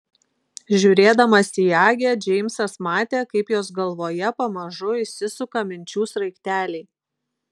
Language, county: Lithuanian, Klaipėda